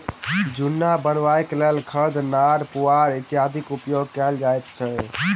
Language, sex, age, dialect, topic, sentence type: Maithili, male, 18-24, Southern/Standard, agriculture, statement